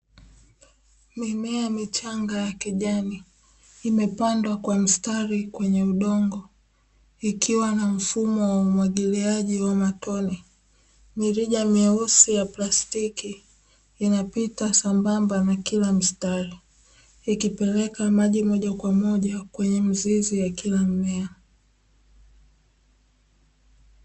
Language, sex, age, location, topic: Swahili, female, 18-24, Dar es Salaam, agriculture